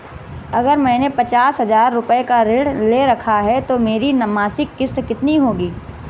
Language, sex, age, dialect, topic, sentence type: Hindi, female, 25-30, Marwari Dhudhari, banking, question